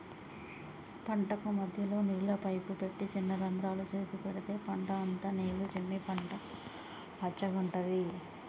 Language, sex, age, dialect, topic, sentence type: Telugu, female, 25-30, Telangana, agriculture, statement